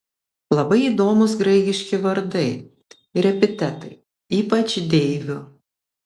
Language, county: Lithuanian, Vilnius